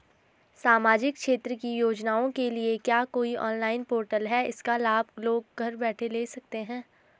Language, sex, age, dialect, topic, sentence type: Hindi, female, 18-24, Garhwali, banking, question